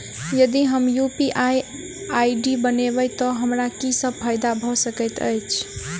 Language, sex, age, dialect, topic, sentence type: Maithili, female, 18-24, Southern/Standard, banking, question